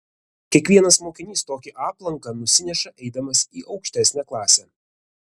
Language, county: Lithuanian, Vilnius